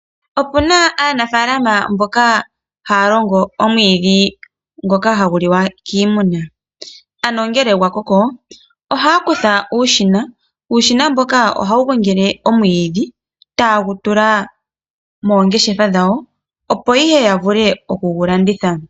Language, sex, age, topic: Oshiwambo, female, 25-35, agriculture